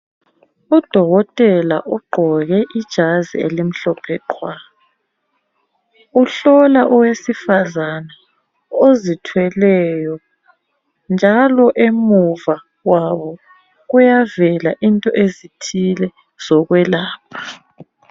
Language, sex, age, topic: North Ndebele, female, 25-35, health